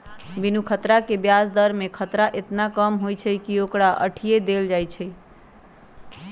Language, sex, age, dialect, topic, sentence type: Magahi, female, 25-30, Western, banking, statement